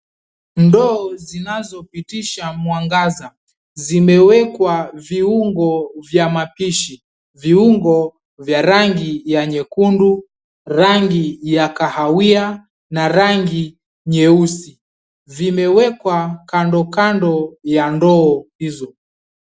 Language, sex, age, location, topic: Swahili, male, 18-24, Mombasa, agriculture